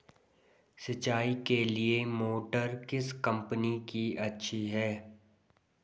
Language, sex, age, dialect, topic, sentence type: Hindi, male, 18-24, Garhwali, agriculture, question